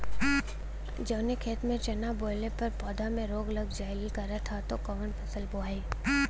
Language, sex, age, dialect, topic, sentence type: Bhojpuri, female, 18-24, Western, agriculture, question